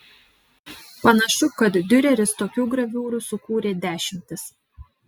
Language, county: Lithuanian, Alytus